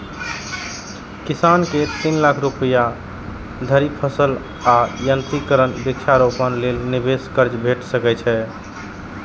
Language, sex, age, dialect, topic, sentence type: Maithili, male, 31-35, Eastern / Thethi, agriculture, statement